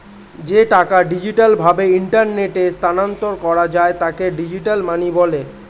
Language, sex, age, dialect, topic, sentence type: Bengali, male, 18-24, Standard Colloquial, banking, statement